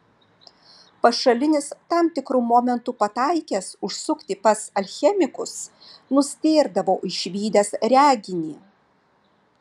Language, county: Lithuanian, Vilnius